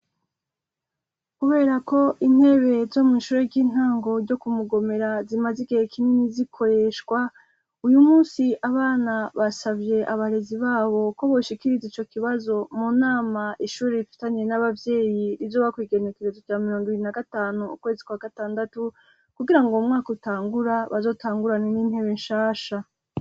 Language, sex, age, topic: Rundi, female, 36-49, education